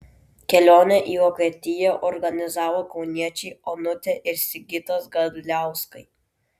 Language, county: Lithuanian, Klaipėda